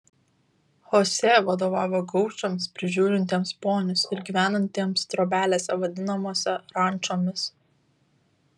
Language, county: Lithuanian, Vilnius